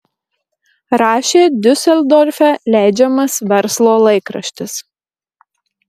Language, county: Lithuanian, Marijampolė